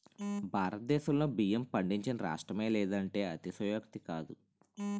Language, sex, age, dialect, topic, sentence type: Telugu, male, 31-35, Utterandhra, agriculture, statement